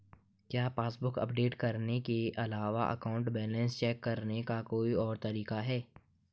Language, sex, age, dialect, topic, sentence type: Hindi, male, 18-24, Marwari Dhudhari, banking, question